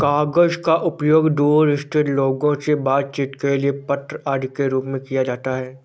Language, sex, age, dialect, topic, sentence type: Hindi, male, 46-50, Awadhi Bundeli, agriculture, statement